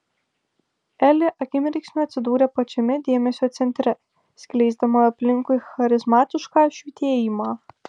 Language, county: Lithuanian, Vilnius